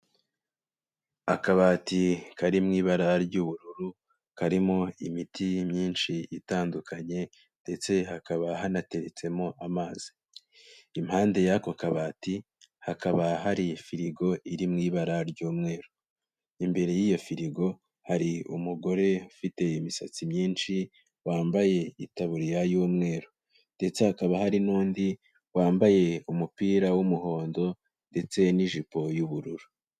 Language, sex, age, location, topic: Kinyarwanda, male, 18-24, Kigali, health